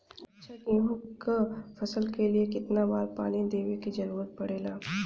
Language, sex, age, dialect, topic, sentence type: Bhojpuri, female, 18-24, Western, agriculture, question